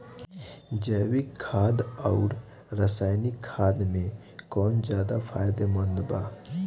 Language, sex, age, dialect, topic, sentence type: Bhojpuri, male, 18-24, Southern / Standard, agriculture, question